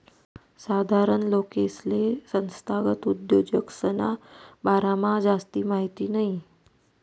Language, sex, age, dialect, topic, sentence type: Marathi, female, 31-35, Northern Konkan, banking, statement